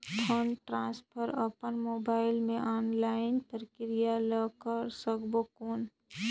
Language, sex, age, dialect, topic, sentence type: Chhattisgarhi, female, 25-30, Northern/Bhandar, banking, question